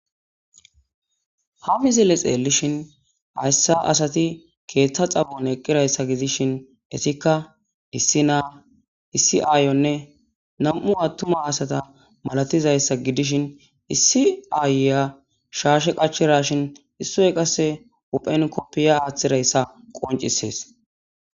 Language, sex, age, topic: Gamo, male, 18-24, agriculture